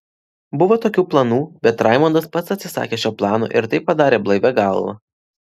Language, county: Lithuanian, Klaipėda